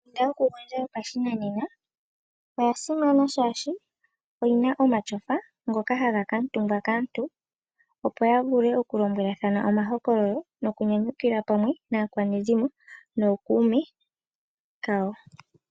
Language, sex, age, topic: Oshiwambo, female, 18-24, finance